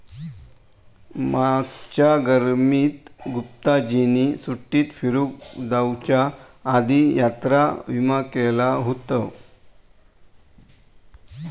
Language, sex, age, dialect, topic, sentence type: Marathi, male, 18-24, Southern Konkan, banking, statement